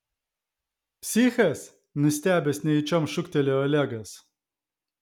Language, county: Lithuanian, Vilnius